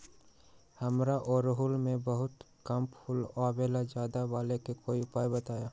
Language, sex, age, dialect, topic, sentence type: Magahi, male, 60-100, Western, agriculture, question